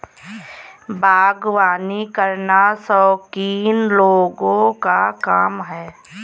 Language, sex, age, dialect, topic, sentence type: Hindi, female, 25-30, Kanauji Braj Bhasha, agriculture, statement